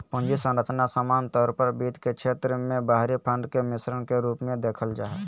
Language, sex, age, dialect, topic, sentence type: Magahi, male, 25-30, Southern, banking, statement